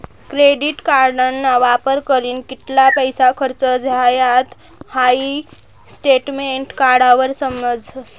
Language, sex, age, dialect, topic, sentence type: Marathi, female, 18-24, Northern Konkan, banking, statement